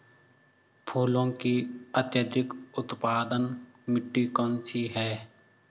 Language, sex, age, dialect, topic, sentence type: Hindi, male, 25-30, Garhwali, agriculture, question